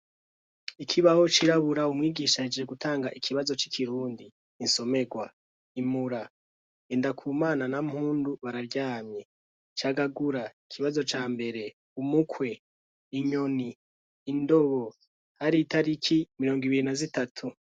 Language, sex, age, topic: Rundi, male, 25-35, education